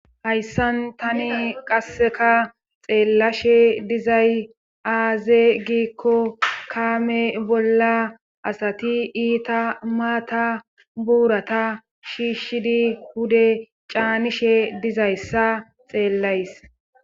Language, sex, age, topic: Gamo, female, 36-49, government